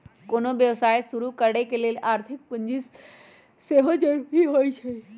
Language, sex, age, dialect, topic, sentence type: Magahi, female, 25-30, Western, banking, statement